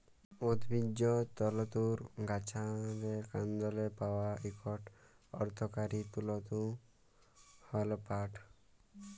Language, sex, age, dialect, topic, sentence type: Bengali, male, 18-24, Jharkhandi, agriculture, statement